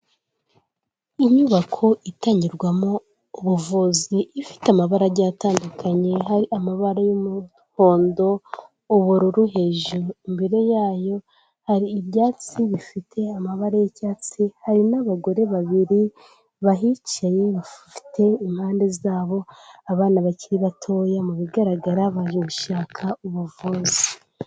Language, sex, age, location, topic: Kinyarwanda, female, 18-24, Kigali, health